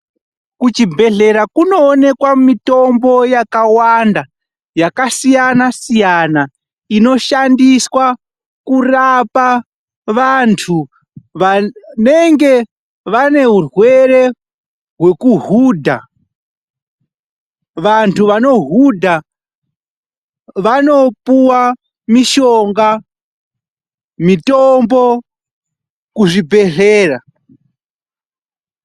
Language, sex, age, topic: Ndau, male, 25-35, health